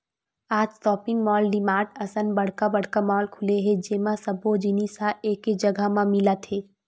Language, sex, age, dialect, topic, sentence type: Chhattisgarhi, female, 18-24, Western/Budati/Khatahi, banking, statement